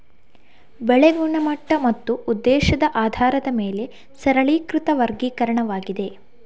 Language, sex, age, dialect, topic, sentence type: Kannada, female, 51-55, Coastal/Dakshin, agriculture, statement